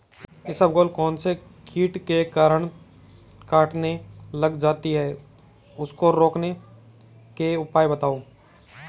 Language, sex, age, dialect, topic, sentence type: Hindi, male, 18-24, Marwari Dhudhari, agriculture, question